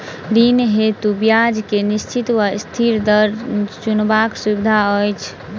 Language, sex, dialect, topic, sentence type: Maithili, female, Southern/Standard, banking, question